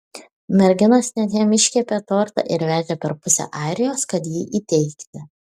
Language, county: Lithuanian, Šiauliai